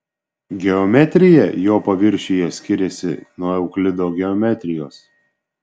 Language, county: Lithuanian, Šiauliai